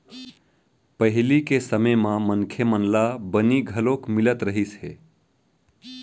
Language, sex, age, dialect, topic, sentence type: Chhattisgarhi, male, 31-35, Central, agriculture, statement